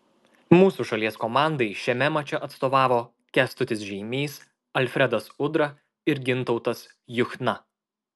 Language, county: Lithuanian, Marijampolė